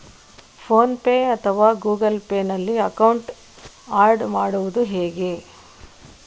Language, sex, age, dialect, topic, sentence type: Kannada, female, 18-24, Coastal/Dakshin, banking, question